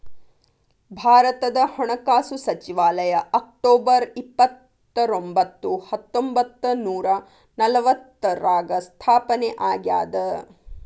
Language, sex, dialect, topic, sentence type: Kannada, female, Dharwad Kannada, banking, statement